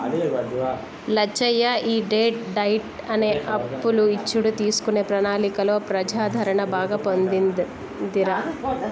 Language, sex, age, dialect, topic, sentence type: Telugu, female, 25-30, Telangana, banking, statement